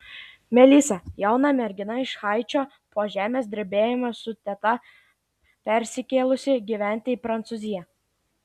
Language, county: Lithuanian, Klaipėda